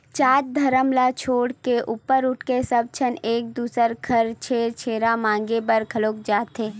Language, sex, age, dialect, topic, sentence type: Chhattisgarhi, female, 18-24, Western/Budati/Khatahi, agriculture, statement